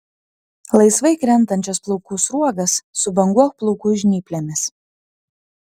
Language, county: Lithuanian, Panevėžys